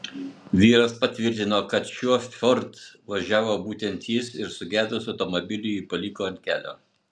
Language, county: Lithuanian, Utena